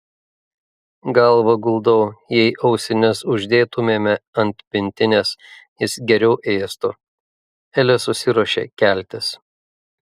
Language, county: Lithuanian, Šiauliai